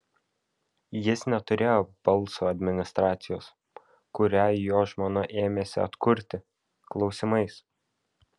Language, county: Lithuanian, Vilnius